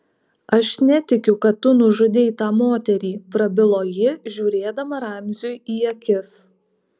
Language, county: Lithuanian, Alytus